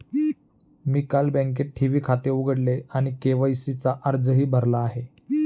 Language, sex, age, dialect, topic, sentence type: Marathi, male, 31-35, Standard Marathi, banking, statement